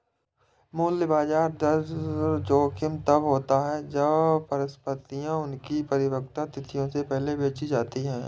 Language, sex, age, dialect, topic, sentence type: Hindi, male, 18-24, Awadhi Bundeli, banking, statement